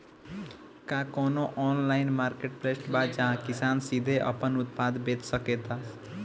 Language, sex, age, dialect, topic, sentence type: Bhojpuri, male, 18-24, Northern, agriculture, statement